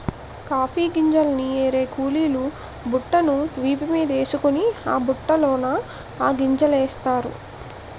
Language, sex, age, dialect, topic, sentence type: Telugu, female, 18-24, Utterandhra, agriculture, statement